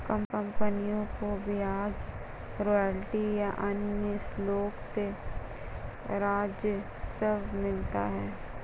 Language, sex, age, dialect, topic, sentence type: Hindi, female, 18-24, Marwari Dhudhari, banking, statement